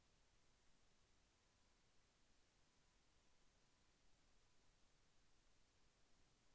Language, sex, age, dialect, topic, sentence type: Telugu, male, 25-30, Central/Coastal, banking, question